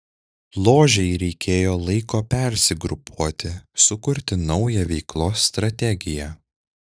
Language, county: Lithuanian, Šiauliai